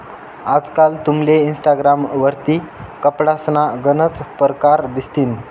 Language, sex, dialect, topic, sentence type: Marathi, male, Northern Konkan, banking, statement